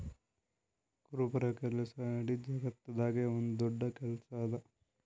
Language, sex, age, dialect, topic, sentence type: Kannada, male, 18-24, Northeastern, agriculture, statement